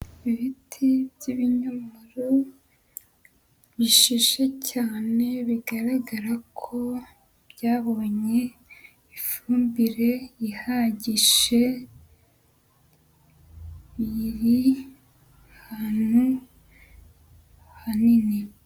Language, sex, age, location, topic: Kinyarwanda, female, 25-35, Huye, agriculture